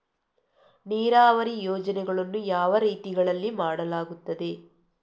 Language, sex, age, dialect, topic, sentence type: Kannada, female, 31-35, Coastal/Dakshin, agriculture, question